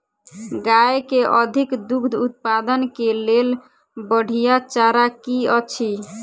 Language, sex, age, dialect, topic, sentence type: Maithili, female, 18-24, Southern/Standard, agriculture, question